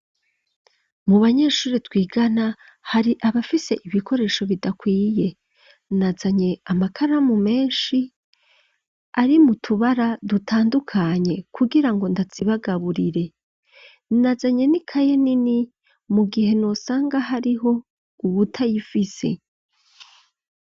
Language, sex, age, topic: Rundi, female, 25-35, education